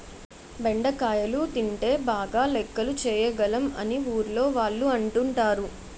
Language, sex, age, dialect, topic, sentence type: Telugu, male, 51-55, Utterandhra, agriculture, statement